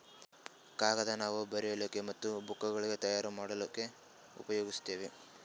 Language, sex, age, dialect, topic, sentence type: Kannada, male, 18-24, Northeastern, agriculture, statement